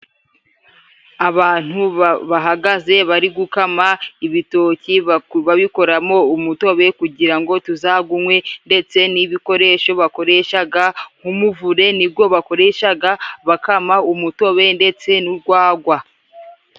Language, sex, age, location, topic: Kinyarwanda, female, 18-24, Musanze, government